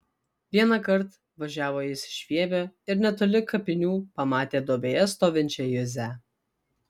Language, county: Lithuanian, Vilnius